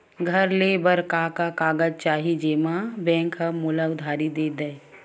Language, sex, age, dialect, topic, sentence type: Chhattisgarhi, female, 18-24, Western/Budati/Khatahi, banking, question